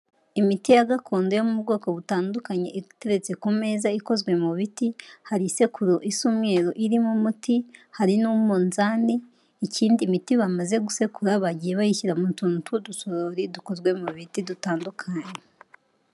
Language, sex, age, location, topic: Kinyarwanda, female, 18-24, Kigali, health